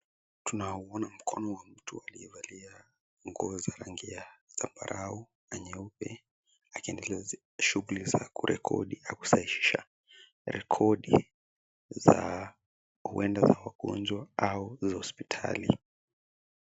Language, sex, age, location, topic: Swahili, male, 18-24, Nairobi, health